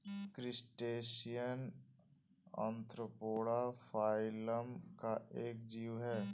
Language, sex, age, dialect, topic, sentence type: Hindi, male, 18-24, Awadhi Bundeli, agriculture, statement